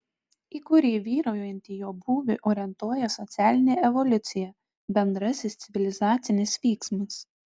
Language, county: Lithuanian, Tauragė